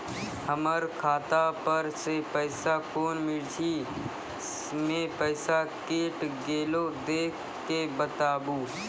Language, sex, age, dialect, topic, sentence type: Maithili, female, 36-40, Angika, banking, question